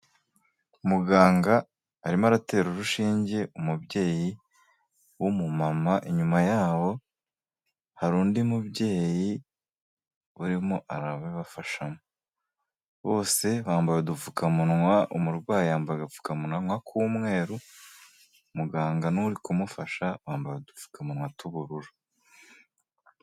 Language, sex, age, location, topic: Kinyarwanda, male, 25-35, Kigali, health